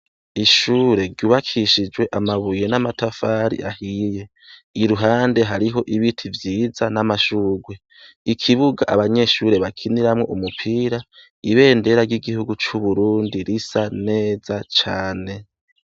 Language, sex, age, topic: Rundi, male, 18-24, education